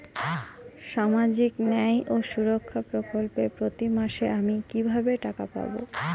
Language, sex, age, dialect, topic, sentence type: Bengali, female, 18-24, Jharkhandi, banking, question